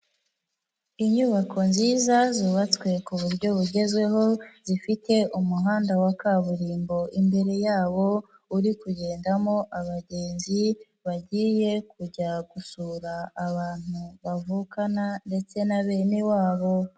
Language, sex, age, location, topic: Kinyarwanda, female, 18-24, Nyagatare, government